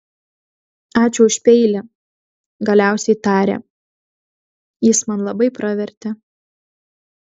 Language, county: Lithuanian, Vilnius